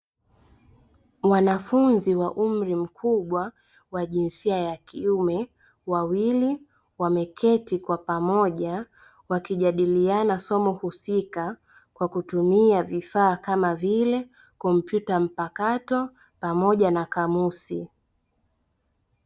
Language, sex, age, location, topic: Swahili, female, 25-35, Dar es Salaam, education